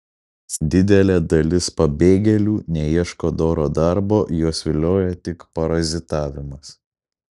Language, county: Lithuanian, Kaunas